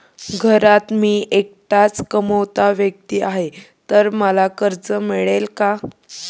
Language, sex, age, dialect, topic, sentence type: Marathi, female, 18-24, Standard Marathi, banking, question